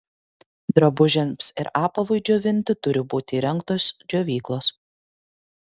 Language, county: Lithuanian, Kaunas